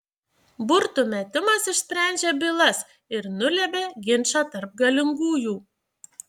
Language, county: Lithuanian, Šiauliai